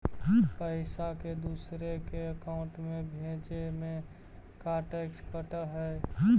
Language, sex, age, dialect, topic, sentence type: Magahi, male, 18-24, Central/Standard, banking, question